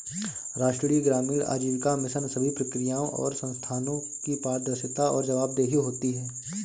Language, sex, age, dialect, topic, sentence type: Hindi, male, 25-30, Awadhi Bundeli, banking, statement